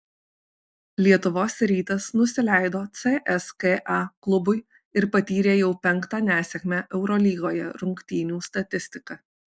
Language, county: Lithuanian, Alytus